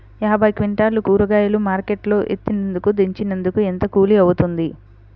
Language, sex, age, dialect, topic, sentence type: Telugu, female, 60-100, Central/Coastal, agriculture, question